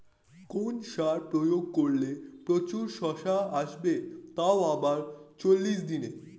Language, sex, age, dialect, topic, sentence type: Bengali, male, 31-35, Standard Colloquial, agriculture, question